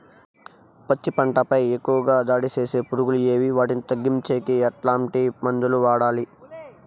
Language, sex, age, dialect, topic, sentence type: Telugu, male, 41-45, Southern, agriculture, question